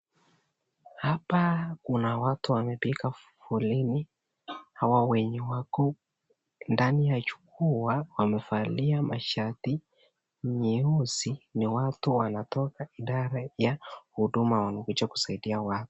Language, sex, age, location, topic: Swahili, male, 18-24, Nakuru, government